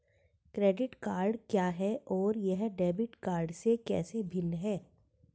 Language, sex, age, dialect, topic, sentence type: Hindi, female, 41-45, Hindustani Malvi Khadi Boli, banking, question